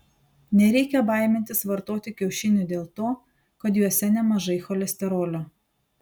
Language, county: Lithuanian, Panevėžys